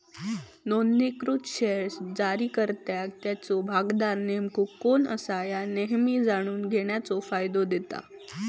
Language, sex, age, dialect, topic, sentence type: Marathi, female, 18-24, Southern Konkan, banking, statement